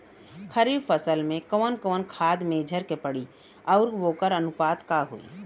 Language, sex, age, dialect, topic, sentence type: Bhojpuri, female, 36-40, Western, agriculture, question